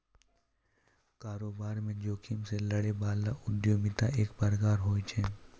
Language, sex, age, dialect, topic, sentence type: Maithili, male, 18-24, Angika, banking, statement